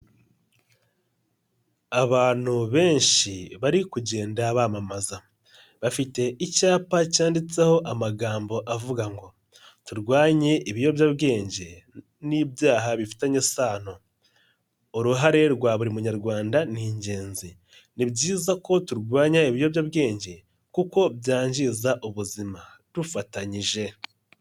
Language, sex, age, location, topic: Kinyarwanda, male, 25-35, Nyagatare, health